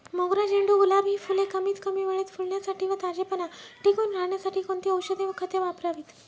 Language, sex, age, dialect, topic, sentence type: Marathi, male, 18-24, Northern Konkan, agriculture, question